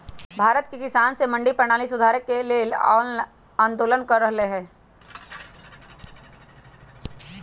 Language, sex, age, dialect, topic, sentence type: Magahi, male, 18-24, Western, agriculture, statement